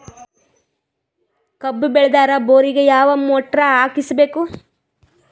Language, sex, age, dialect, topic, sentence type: Kannada, female, 18-24, Northeastern, agriculture, question